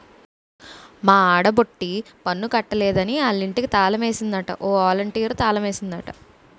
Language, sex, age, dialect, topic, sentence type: Telugu, female, 18-24, Utterandhra, banking, statement